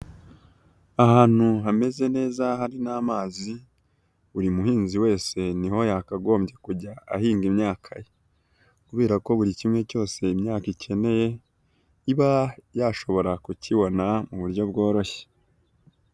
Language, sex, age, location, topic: Kinyarwanda, female, 18-24, Nyagatare, agriculture